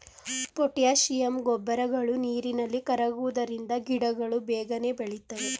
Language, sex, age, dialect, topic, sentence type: Kannada, female, 18-24, Mysore Kannada, agriculture, statement